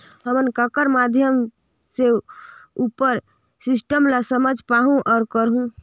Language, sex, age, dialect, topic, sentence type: Chhattisgarhi, female, 25-30, Northern/Bhandar, banking, question